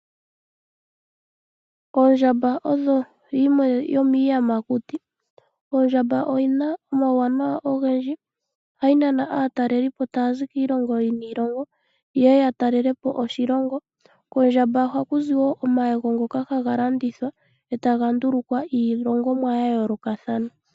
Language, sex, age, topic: Oshiwambo, female, 25-35, agriculture